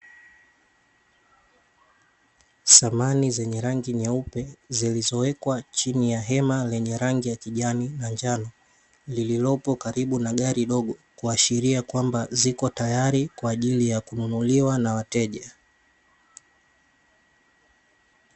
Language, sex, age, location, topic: Swahili, male, 18-24, Dar es Salaam, finance